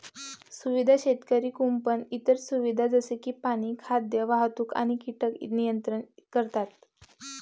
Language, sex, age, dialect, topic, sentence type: Marathi, female, 18-24, Varhadi, agriculture, statement